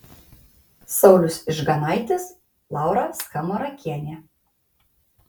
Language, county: Lithuanian, Kaunas